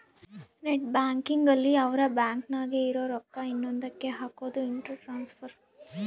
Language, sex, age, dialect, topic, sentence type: Kannada, female, 25-30, Central, banking, statement